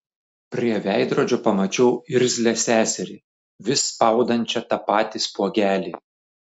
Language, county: Lithuanian, Šiauliai